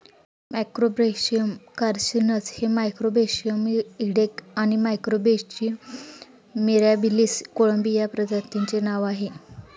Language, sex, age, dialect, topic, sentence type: Marathi, female, 31-35, Standard Marathi, agriculture, statement